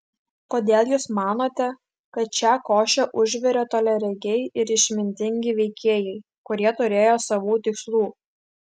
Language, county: Lithuanian, Klaipėda